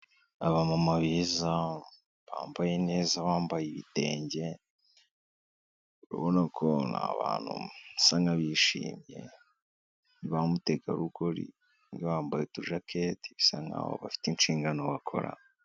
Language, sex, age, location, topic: Kinyarwanda, male, 18-24, Kigali, health